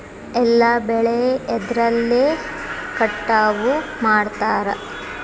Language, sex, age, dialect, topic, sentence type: Kannada, female, 25-30, Dharwad Kannada, agriculture, question